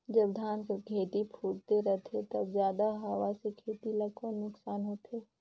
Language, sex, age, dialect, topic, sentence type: Chhattisgarhi, female, 31-35, Northern/Bhandar, agriculture, question